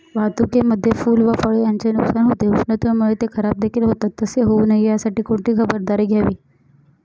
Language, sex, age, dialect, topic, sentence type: Marathi, female, 31-35, Northern Konkan, agriculture, question